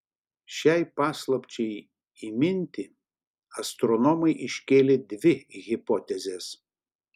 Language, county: Lithuanian, Šiauliai